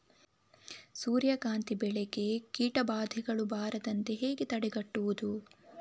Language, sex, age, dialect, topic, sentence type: Kannada, female, 18-24, Coastal/Dakshin, agriculture, question